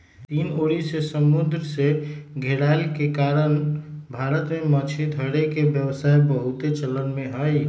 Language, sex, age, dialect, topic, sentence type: Magahi, male, 51-55, Western, agriculture, statement